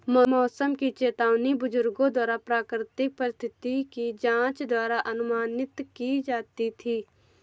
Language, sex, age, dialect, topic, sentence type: Hindi, female, 18-24, Awadhi Bundeli, agriculture, statement